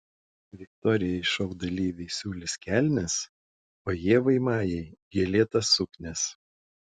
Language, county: Lithuanian, Šiauliai